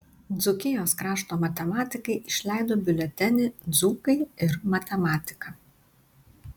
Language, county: Lithuanian, Tauragė